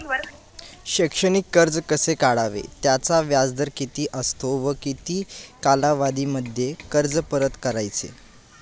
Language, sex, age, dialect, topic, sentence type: Marathi, male, 18-24, Standard Marathi, banking, question